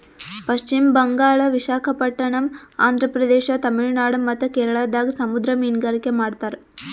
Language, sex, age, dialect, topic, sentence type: Kannada, female, 18-24, Northeastern, agriculture, statement